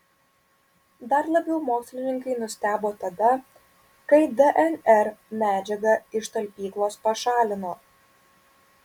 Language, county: Lithuanian, Vilnius